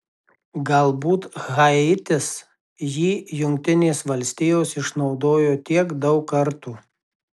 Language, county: Lithuanian, Tauragė